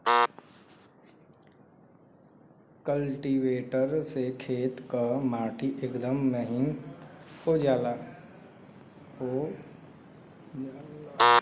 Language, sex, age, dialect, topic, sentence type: Bhojpuri, male, 18-24, Western, agriculture, statement